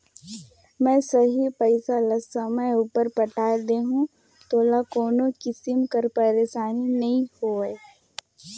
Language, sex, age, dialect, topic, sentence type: Chhattisgarhi, female, 18-24, Northern/Bhandar, banking, statement